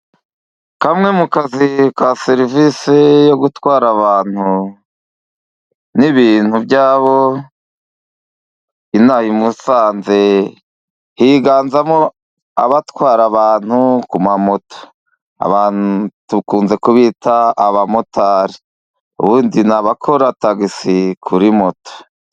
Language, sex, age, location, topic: Kinyarwanda, male, 50+, Musanze, government